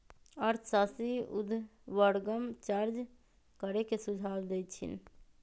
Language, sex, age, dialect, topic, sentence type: Magahi, female, 25-30, Western, banking, statement